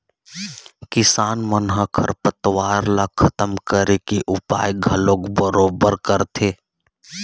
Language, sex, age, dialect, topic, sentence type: Chhattisgarhi, male, 31-35, Eastern, agriculture, statement